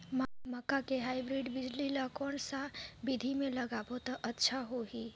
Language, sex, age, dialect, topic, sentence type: Chhattisgarhi, female, 18-24, Northern/Bhandar, agriculture, question